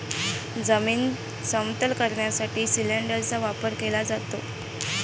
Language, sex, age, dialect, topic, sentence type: Marathi, female, 25-30, Varhadi, agriculture, statement